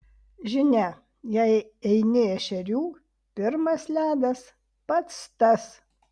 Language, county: Lithuanian, Vilnius